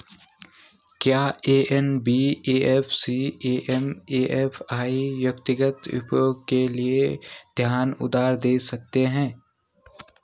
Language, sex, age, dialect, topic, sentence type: Hindi, male, 18-24, Garhwali, banking, question